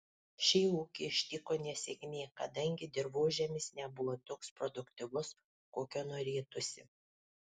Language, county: Lithuanian, Panevėžys